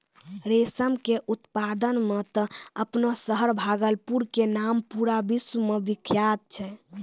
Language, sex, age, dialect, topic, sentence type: Maithili, female, 18-24, Angika, agriculture, statement